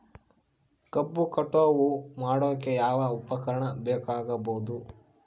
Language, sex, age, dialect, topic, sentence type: Kannada, male, 25-30, Central, agriculture, question